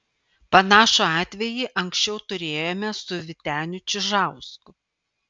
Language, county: Lithuanian, Vilnius